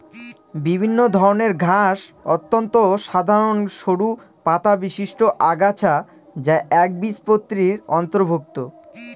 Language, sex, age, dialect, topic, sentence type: Bengali, male, 18-24, Northern/Varendri, agriculture, statement